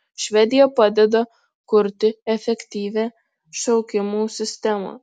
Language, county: Lithuanian, Marijampolė